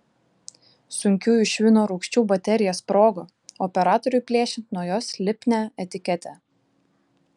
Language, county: Lithuanian, Klaipėda